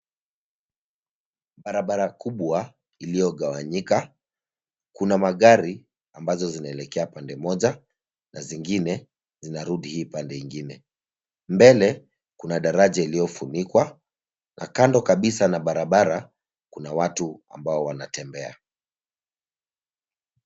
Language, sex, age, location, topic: Swahili, male, 25-35, Nairobi, government